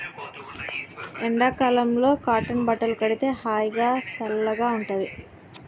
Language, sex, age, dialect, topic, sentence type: Telugu, female, 18-24, Utterandhra, agriculture, statement